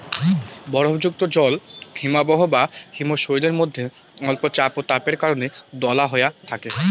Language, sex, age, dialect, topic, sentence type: Bengali, male, 18-24, Rajbangshi, agriculture, statement